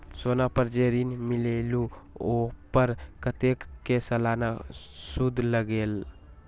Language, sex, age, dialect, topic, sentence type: Magahi, male, 18-24, Western, banking, question